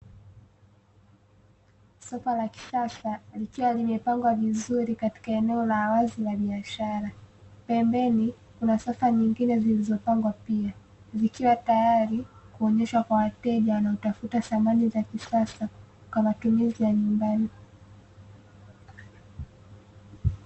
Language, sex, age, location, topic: Swahili, female, 18-24, Dar es Salaam, finance